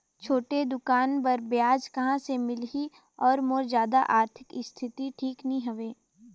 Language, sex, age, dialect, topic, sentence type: Chhattisgarhi, female, 18-24, Northern/Bhandar, banking, question